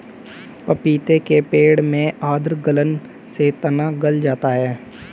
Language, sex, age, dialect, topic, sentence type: Hindi, male, 18-24, Hindustani Malvi Khadi Boli, agriculture, statement